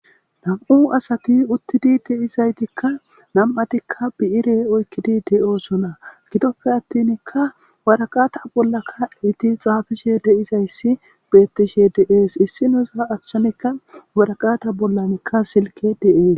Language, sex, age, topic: Gamo, male, 18-24, government